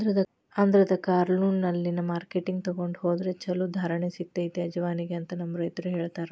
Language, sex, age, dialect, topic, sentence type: Kannada, female, 36-40, Dharwad Kannada, agriculture, statement